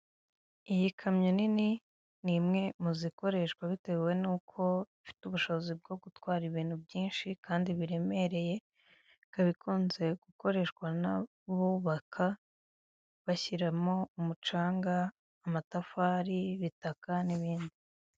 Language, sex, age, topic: Kinyarwanda, female, 25-35, government